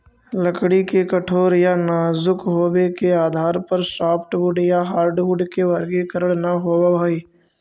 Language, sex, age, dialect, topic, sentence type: Magahi, male, 46-50, Central/Standard, banking, statement